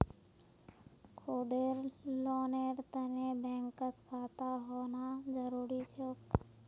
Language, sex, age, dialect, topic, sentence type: Magahi, female, 56-60, Northeastern/Surjapuri, banking, statement